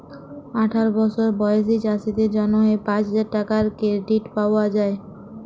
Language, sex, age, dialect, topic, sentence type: Bengali, female, 25-30, Jharkhandi, agriculture, statement